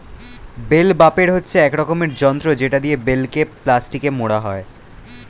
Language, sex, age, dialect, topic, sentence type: Bengali, male, 18-24, Standard Colloquial, agriculture, statement